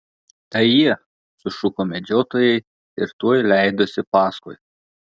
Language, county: Lithuanian, Telšiai